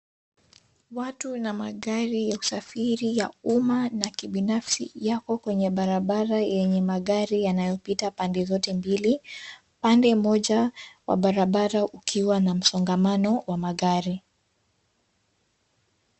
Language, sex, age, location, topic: Swahili, female, 18-24, Nairobi, government